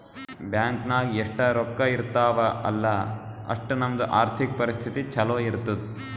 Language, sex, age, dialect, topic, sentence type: Kannada, male, 18-24, Northeastern, banking, statement